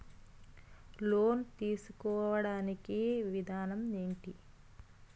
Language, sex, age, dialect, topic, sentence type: Telugu, female, 31-35, Utterandhra, banking, question